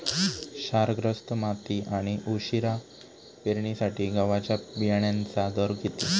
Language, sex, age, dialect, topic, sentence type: Marathi, male, 18-24, Standard Marathi, agriculture, question